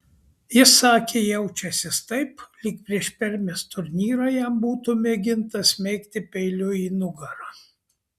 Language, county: Lithuanian, Kaunas